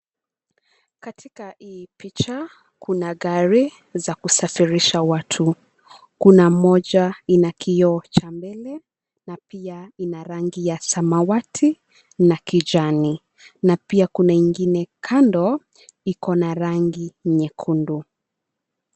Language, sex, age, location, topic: Swahili, female, 25-35, Nairobi, government